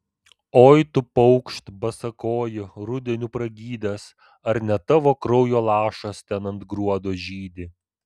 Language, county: Lithuanian, Vilnius